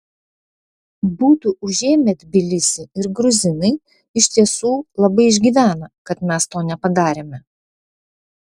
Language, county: Lithuanian, Vilnius